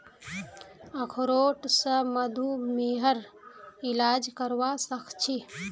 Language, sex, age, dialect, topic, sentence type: Magahi, female, 25-30, Northeastern/Surjapuri, agriculture, statement